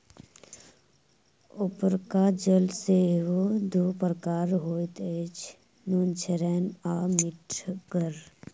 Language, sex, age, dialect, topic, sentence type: Maithili, male, 36-40, Southern/Standard, agriculture, statement